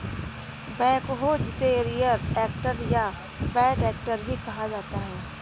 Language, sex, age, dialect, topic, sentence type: Hindi, female, 60-100, Kanauji Braj Bhasha, agriculture, statement